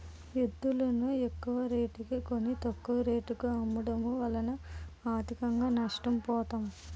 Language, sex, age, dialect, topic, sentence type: Telugu, female, 18-24, Utterandhra, banking, statement